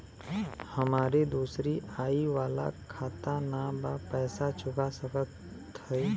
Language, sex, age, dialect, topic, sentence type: Bhojpuri, male, 18-24, Western, banking, question